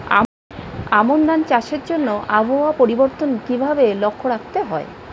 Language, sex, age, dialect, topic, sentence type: Bengali, female, 36-40, Standard Colloquial, agriculture, question